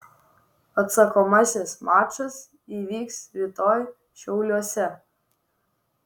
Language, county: Lithuanian, Vilnius